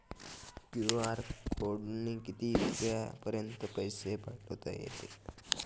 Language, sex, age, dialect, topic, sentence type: Marathi, male, 25-30, Varhadi, banking, question